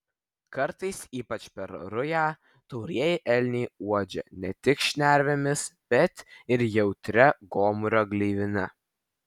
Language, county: Lithuanian, Vilnius